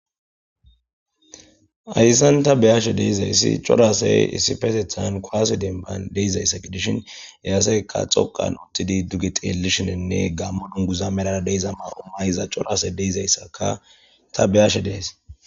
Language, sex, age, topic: Gamo, male, 25-35, government